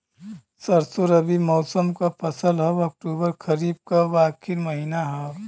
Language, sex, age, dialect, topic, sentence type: Bhojpuri, male, 25-30, Western, agriculture, question